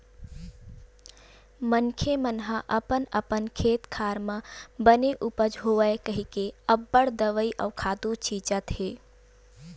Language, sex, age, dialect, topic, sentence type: Chhattisgarhi, female, 18-24, Western/Budati/Khatahi, agriculture, statement